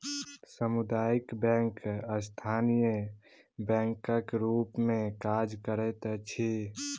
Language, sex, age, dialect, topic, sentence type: Maithili, male, 18-24, Southern/Standard, banking, statement